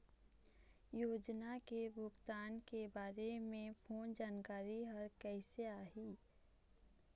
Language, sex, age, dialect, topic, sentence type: Chhattisgarhi, female, 46-50, Eastern, banking, question